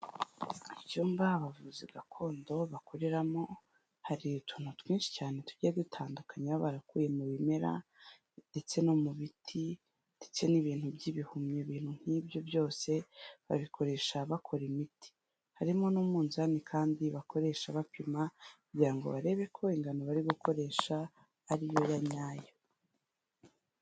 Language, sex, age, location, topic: Kinyarwanda, female, 25-35, Huye, health